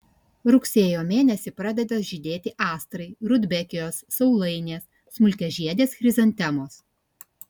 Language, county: Lithuanian, Kaunas